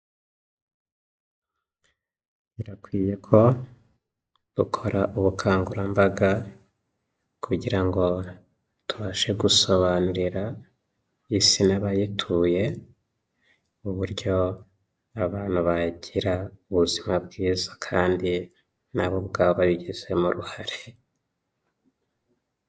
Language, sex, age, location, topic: Kinyarwanda, male, 25-35, Huye, health